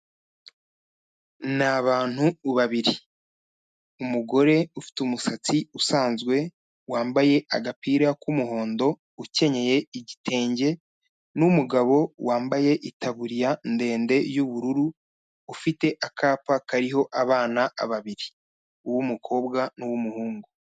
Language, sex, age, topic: Kinyarwanda, male, 25-35, health